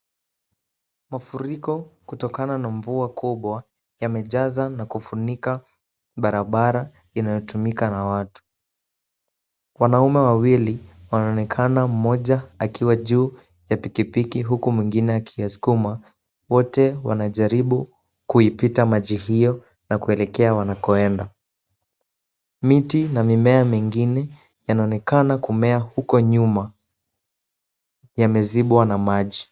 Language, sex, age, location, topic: Swahili, male, 18-24, Kisumu, health